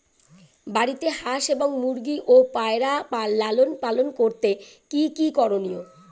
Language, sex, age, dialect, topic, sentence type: Bengali, female, 41-45, Rajbangshi, agriculture, question